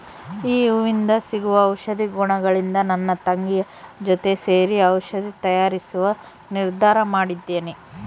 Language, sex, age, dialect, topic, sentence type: Kannada, female, 18-24, Central, agriculture, statement